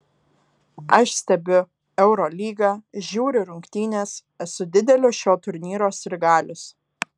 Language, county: Lithuanian, Alytus